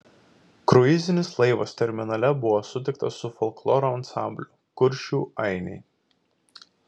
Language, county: Lithuanian, Vilnius